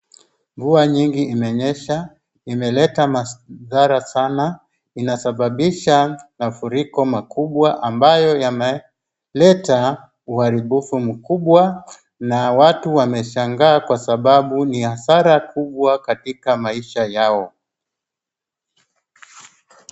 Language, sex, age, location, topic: Swahili, male, 36-49, Wajir, health